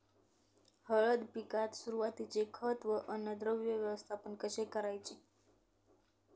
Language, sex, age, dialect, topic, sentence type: Marathi, female, 18-24, Standard Marathi, agriculture, question